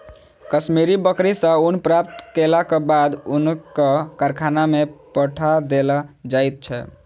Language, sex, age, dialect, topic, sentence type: Maithili, male, 18-24, Southern/Standard, agriculture, statement